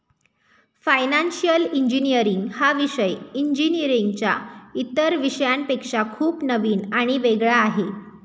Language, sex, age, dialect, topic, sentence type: Marathi, female, 18-24, Standard Marathi, banking, statement